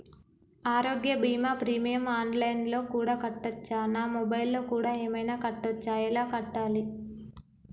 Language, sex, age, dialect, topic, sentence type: Telugu, female, 18-24, Telangana, banking, question